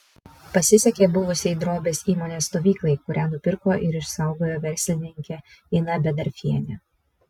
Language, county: Lithuanian, Vilnius